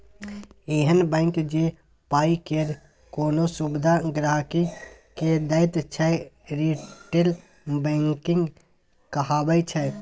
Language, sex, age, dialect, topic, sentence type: Maithili, male, 18-24, Bajjika, banking, statement